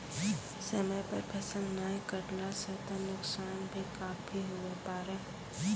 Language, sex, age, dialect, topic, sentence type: Maithili, female, 18-24, Angika, agriculture, statement